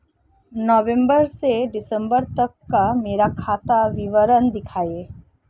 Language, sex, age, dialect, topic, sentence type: Hindi, female, 36-40, Marwari Dhudhari, banking, question